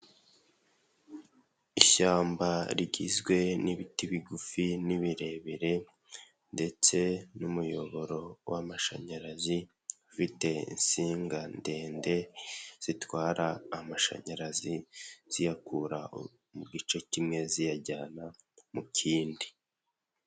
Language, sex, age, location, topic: Kinyarwanda, male, 18-24, Nyagatare, government